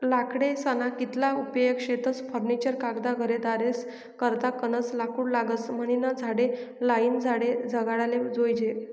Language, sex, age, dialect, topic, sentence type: Marathi, female, 56-60, Northern Konkan, agriculture, statement